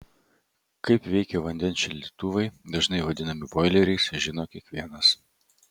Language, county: Lithuanian, Vilnius